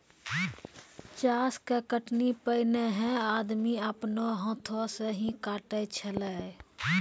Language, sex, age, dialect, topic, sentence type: Maithili, female, 25-30, Angika, agriculture, statement